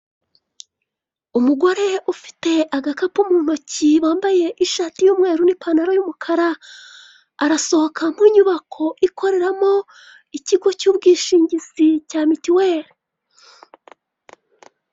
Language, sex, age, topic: Kinyarwanda, female, 36-49, finance